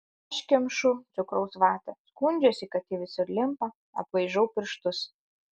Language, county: Lithuanian, Alytus